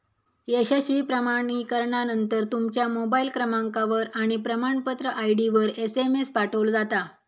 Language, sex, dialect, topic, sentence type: Marathi, female, Southern Konkan, banking, statement